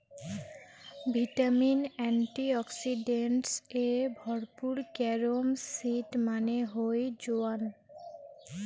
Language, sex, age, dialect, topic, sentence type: Bengali, female, 18-24, Rajbangshi, agriculture, statement